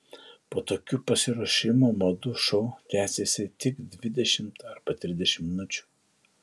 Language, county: Lithuanian, Šiauliai